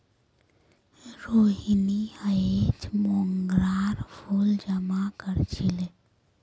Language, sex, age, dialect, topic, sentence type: Magahi, female, 25-30, Northeastern/Surjapuri, agriculture, statement